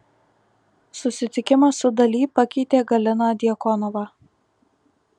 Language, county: Lithuanian, Alytus